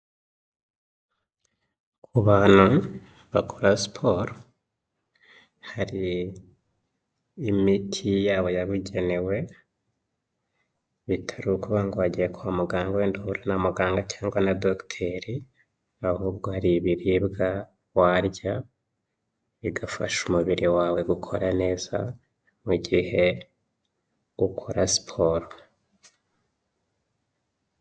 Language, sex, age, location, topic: Kinyarwanda, male, 25-35, Huye, health